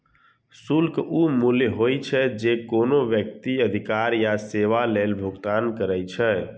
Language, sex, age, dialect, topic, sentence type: Maithili, male, 60-100, Eastern / Thethi, banking, statement